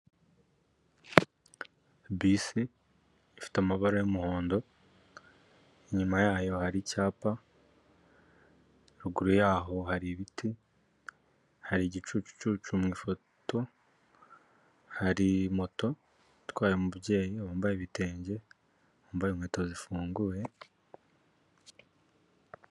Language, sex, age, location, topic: Kinyarwanda, male, 18-24, Kigali, government